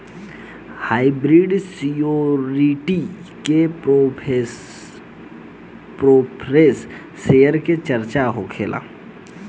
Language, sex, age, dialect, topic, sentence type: Bhojpuri, male, 18-24, Southern / Standard, banking, statement